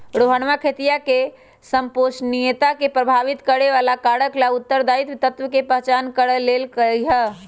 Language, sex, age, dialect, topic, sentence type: Magahi, female, 25-30, Western, agriculture, statement